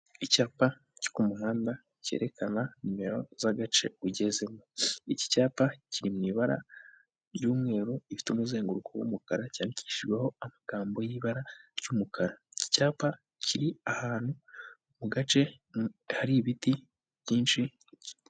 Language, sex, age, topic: Kinyarwanda, male, 18-24, government